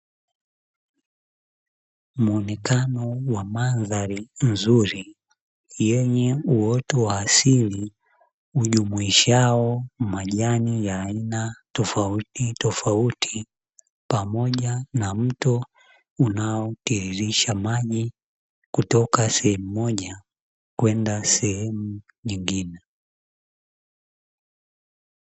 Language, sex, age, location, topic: Swahili, male, 25-35, Dar es Salaam, agriculture